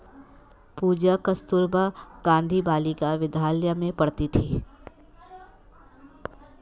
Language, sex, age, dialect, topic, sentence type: Hindi, female, 25-30, Marwari Dhudhari, banking, statement